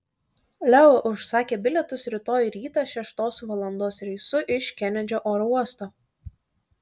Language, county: Lithuanian, Kaunas